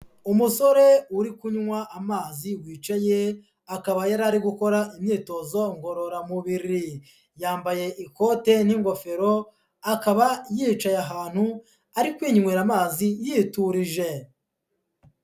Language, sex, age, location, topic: Kinyarwanda, female, 18-24, Huye, health